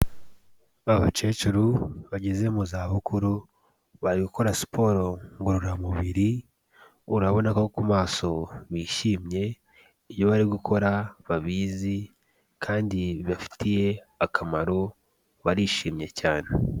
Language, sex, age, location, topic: Kinyarwanda, male, 18-24, Kigali, health